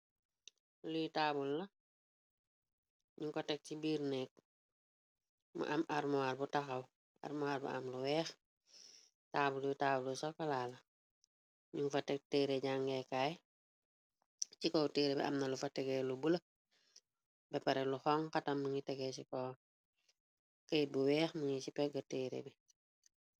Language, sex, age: Wolof, female, 25-35